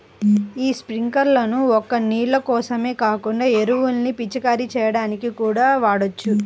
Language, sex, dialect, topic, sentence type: Telugu, female, Central/Coastal, agriculture, statement